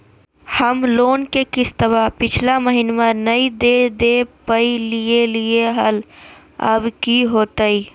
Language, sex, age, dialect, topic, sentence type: Magahi, female, 18-24, Southern, banking, question